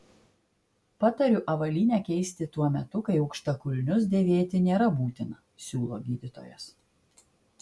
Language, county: Lithuanian, Klaipėda